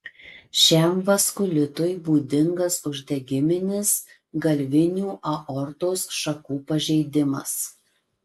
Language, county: Lithuanian, Marijampolė